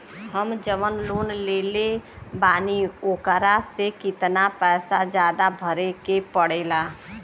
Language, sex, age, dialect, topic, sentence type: Bhojpuri, female, 18-24, Western, banking, question